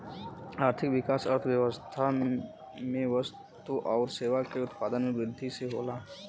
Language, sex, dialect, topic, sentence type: Bhojpuri, male, Western, banking, statement